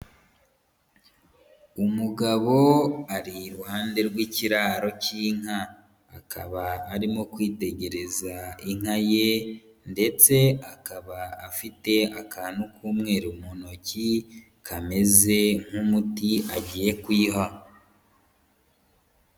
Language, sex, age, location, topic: Kinyarwanda, female, 18-24, Huye, agriculture